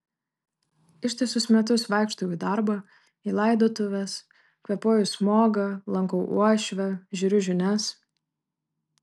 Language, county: Lithuanian, Klaipėda